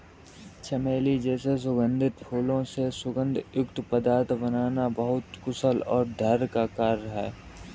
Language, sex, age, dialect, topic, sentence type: Hindi, male, 18-24, Kanauji Braj Bhasha, agriculture, statement